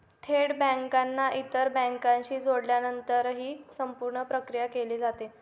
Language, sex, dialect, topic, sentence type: Marathi, female, Standard Marathi, banking, statement